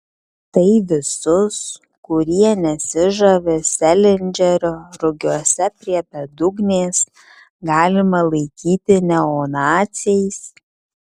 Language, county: Lithuanian, Kaunas